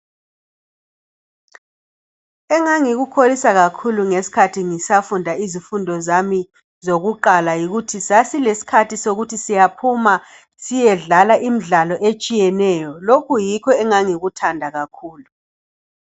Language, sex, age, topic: North Ndebele, female, 36-49, education